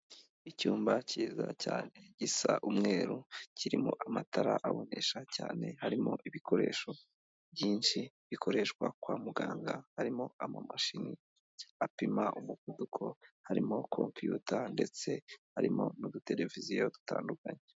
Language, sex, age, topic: Kinyarwanda, male, 25-35, health